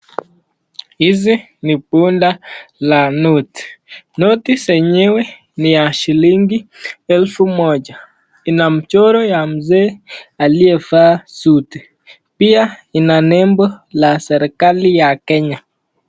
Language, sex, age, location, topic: Swahili, male, 18-24, Nakuru, finance